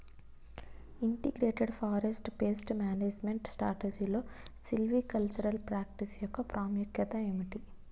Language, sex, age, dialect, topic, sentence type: Telugu, female, 25-30, Utterandhra, agriculture, question